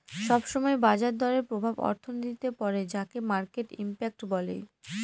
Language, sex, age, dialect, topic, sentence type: Bengali, female, 18-24, Northern/Varendri, banking, statement